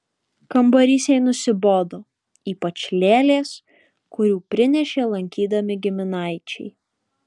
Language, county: Lithuanian, Alytus